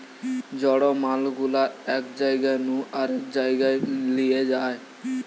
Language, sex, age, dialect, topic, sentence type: Bengali, male, 18-24, Western, banking, statement